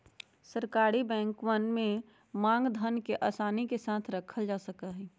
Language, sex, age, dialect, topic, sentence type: Magahi, female, 60-100, Western, banking, statement